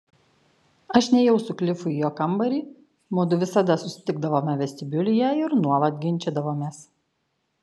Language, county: Lithuanian, Kaunas